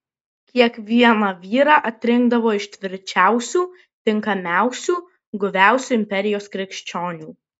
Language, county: Lithuanian, Klaipėda